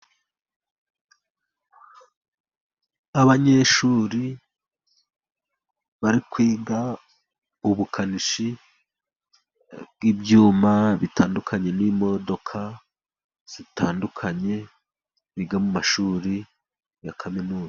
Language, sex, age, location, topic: Kinyarwanda, male, 36-49, Musanze, education